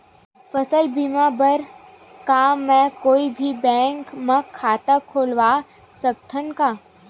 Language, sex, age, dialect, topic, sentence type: Chhattisgarhi, female, 18-24, Western/Budati/Khatahi, agriculture, question